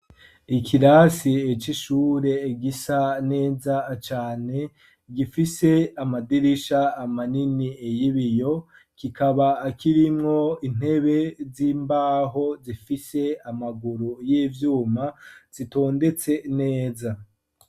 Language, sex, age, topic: Rundi, male, 25-35, education